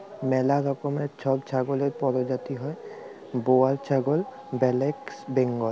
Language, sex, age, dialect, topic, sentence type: Bengali, male, 18-24, Jharkhandi, agriculture, statement